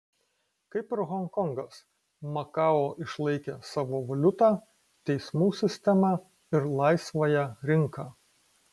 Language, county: Lithuanian, Kaunas